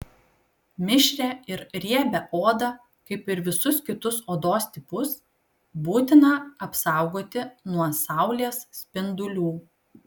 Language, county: Lithuanian, Kaunas